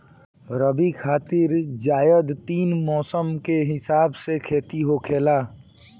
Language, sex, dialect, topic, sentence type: Bhojpuri, male, Southern / Standard, agriculture, statement